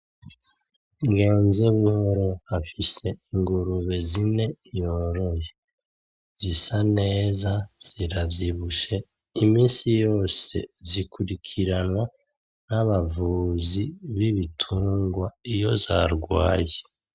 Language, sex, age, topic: Rundi, male, 36-49, agriculture